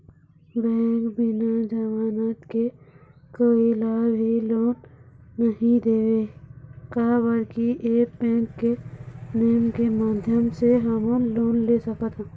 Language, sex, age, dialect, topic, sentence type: Chhattisgarhi, female, 51-55, Eastern, banking, question